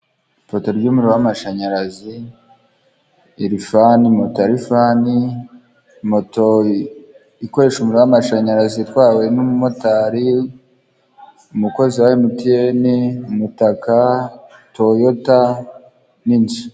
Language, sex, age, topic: Kinyarwanda, male, 25-35, government